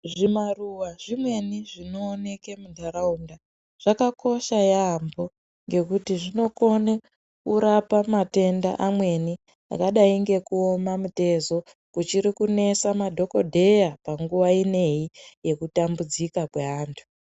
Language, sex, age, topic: Ndau, male, 18-24, health